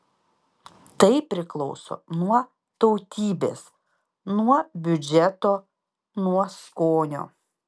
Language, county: Lithuanian, Panevėžys